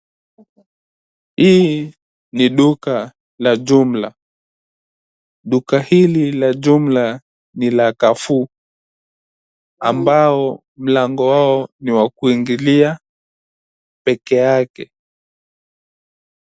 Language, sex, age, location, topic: Swahili, male, 18-24, Nairobi, finance